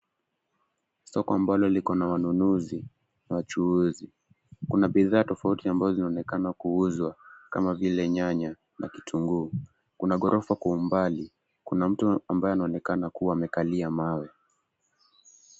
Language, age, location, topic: Swahili, 18-24, Nairobi, finance